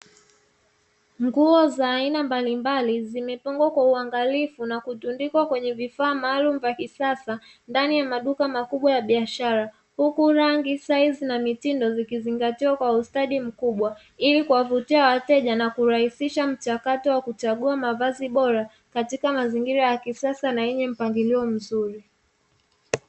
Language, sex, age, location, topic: Swahili, female, 25-35, Dar es Salaam, finance